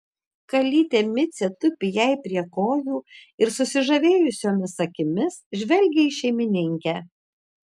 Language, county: Lithuanian, Tauragė